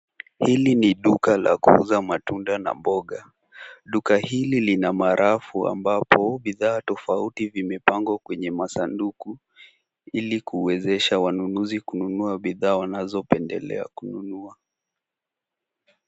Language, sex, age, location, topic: Swahili, male, 18-24, Nairobi, finance